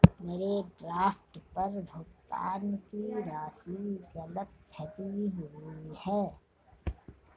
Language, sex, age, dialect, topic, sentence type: Hindi, female, 51-55, Marwari Dhudhari, banking, statement